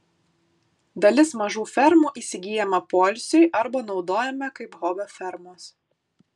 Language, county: Lithuanian, Kaunas